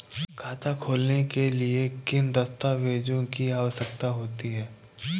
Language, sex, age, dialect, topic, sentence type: Hindi, male, 18-24, Awadhi Bundeli, banking, question